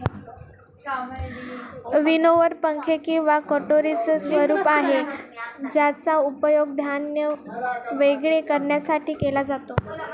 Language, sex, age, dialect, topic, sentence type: Marathi, female, 18-24, Northern Konkan, agriculture, statement